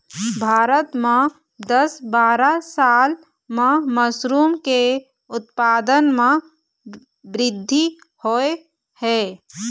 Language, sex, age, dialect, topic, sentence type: Chhattisgarhi, female, 31-35, Eastern, agriculture, statement